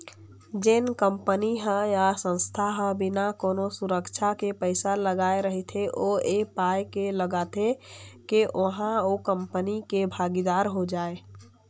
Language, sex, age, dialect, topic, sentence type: Chhattisgarhi, female, 25-30, Eastern, banking, statement